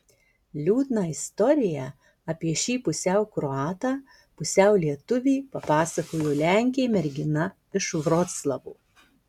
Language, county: Lithuanian, Marijampolė